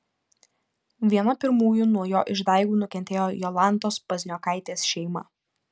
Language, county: Lithuanian, Panevėžys